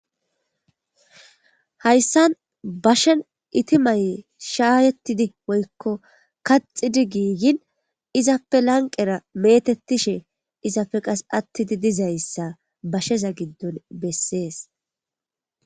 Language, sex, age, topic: Gamo, female, 25-35, government